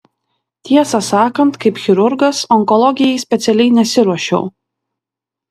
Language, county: Lithuanian, Vilnius